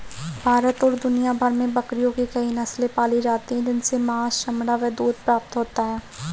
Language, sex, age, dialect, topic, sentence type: Hindi, male, 25-30, Marwari Dhudhari, agriculture, statement